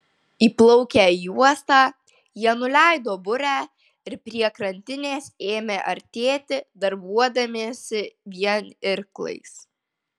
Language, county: Lithuanian, Vilnius